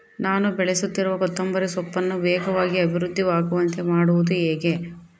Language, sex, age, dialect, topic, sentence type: Kannada, female, 56-60, Central, agriculture, question